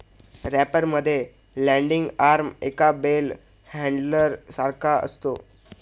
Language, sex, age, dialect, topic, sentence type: Marathi, male, 18-24, Northern Konkan, agriculture, statement